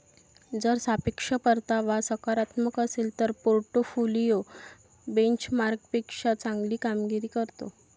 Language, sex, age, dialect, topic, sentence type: Marathi, female, 25-30, Varhadi, banking, statement